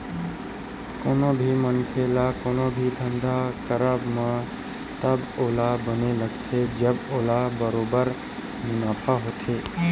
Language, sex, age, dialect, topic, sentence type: Chhattisgarhi, male, 18-24, Western/Budati/Khatahi, banking, statement